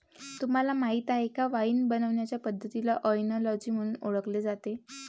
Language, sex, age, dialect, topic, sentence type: Marathi, female, 18-24, Varhadi, agriculture, statement